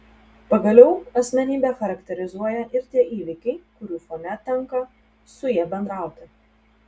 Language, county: Lithuanian, Telšiai